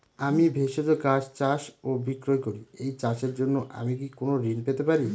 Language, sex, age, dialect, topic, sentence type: Bengali, male, 31-35, Northern/Varendri, banking, question